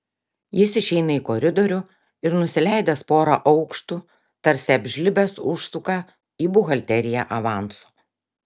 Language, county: Lithuanian, Šiauliai